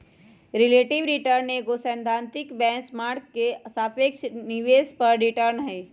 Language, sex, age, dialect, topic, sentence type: Magahi, female, 18-24, Western, banking, statement